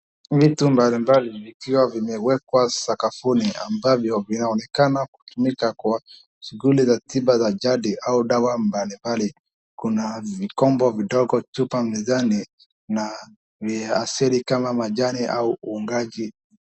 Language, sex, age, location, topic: Swahili, male, 18-24, Wajir, health